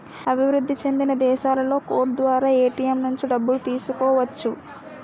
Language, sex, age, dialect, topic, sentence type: Telugu, female, 18-24, Utterandhra, banking, statement